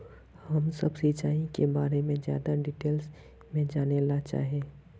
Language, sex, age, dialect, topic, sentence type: Magahi, male, 31-35, Northeastern/Surjapuri, agriculture, question